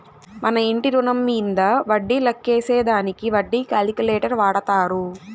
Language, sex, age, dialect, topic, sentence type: Telugu, female, 18-24, Southern, banking, statement